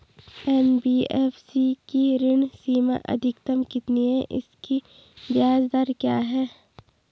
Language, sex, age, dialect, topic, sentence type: Hindi, female, 18-24, Garhwali, banking, question